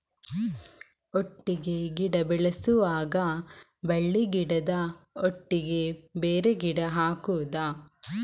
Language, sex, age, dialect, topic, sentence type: Kannada, female, 18-24, Coastal/Dakshin, agriculture, question